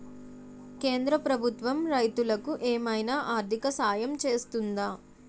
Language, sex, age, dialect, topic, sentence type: Telugu, female, 56-60, Utterandhra, agriculture, question